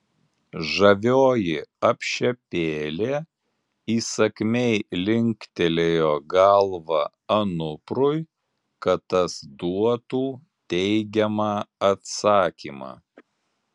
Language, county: Lithuanian, Alytus